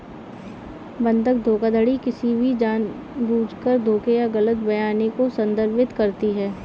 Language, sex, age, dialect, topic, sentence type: Hindi, female, 18-24, Kanauji Braj Bhasha, banking, statement